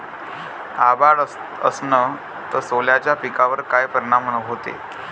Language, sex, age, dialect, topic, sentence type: Marathi, male, 25-30, Varhadi, agriculture, question